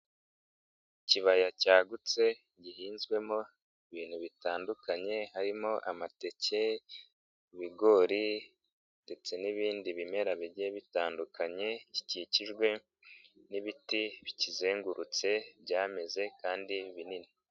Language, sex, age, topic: Kinyarwanda, male, 25-35, agriculture